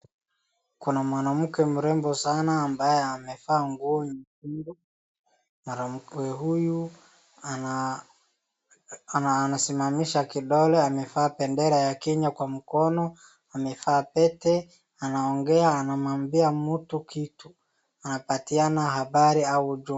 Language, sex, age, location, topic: Swahili, male, 18-24, Wajir, government